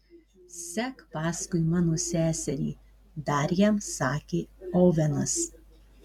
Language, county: Lithuanian, Marijampolė